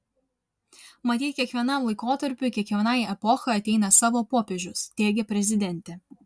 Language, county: Lithuanian, Vilnius